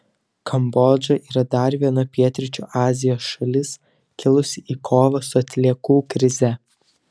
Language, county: Lithuanian, Telšiai